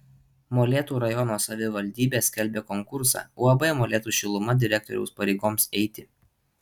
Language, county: Lithuanian, Alytus